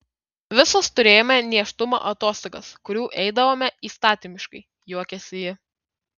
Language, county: Lithuanian, Kaunas